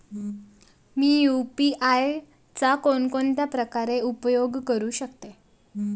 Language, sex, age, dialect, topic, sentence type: Marathi, female, 18-24, Standard Marathi, banking, question